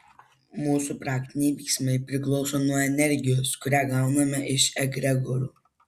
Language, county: Lithuanian, Vilnius